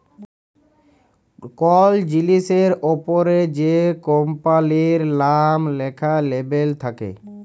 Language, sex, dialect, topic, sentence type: Bengali, male, Jharkhandi, banking, statement